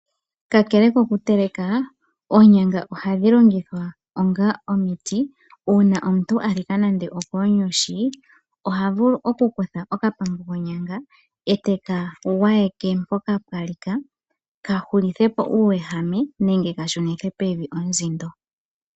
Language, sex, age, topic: Oshiwambo, female, 18-24, agriculture